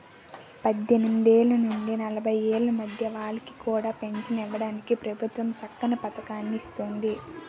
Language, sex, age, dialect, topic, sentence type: Telugu, female, 18-24, Utterandhra, banking, statement